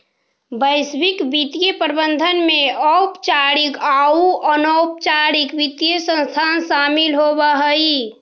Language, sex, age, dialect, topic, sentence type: Magahi, female, 60-100, Central/Standard, banking, statement